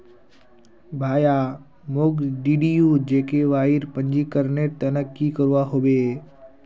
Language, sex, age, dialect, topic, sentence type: Magahi, male, 51-55, Northeastern/Surjapuri, banking, statement